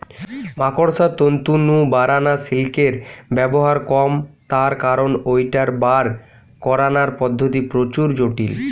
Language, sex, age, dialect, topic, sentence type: Bengali, male, 18-24, Western, agriculture, statement